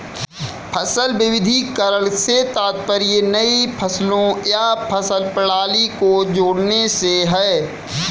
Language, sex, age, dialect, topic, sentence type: Hindi, male, 25-30, Kanauji Braj Bhasha, agriculture, statement